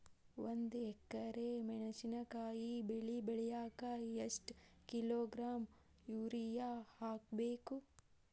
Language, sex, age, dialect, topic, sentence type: Kannada, female, 31-35, Dharwad Kannada, agriculture, question